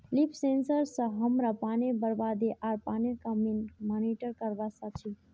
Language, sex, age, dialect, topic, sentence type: Magahi, male, 41-45, Northeastern/Surjapuri, agriculture, statement